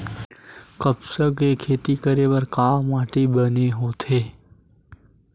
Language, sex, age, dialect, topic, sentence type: Chhattisgarhi, male, 41-45, Western/Budati/Khatahi, agriculture, question